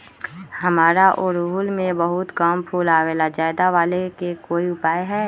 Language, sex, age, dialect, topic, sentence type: Magahi, female, 18-24, Western, agriculture, question